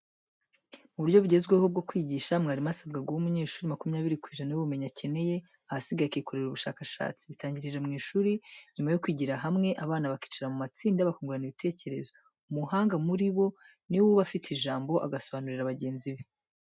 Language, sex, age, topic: Kinyarwanda, female, 25-35, education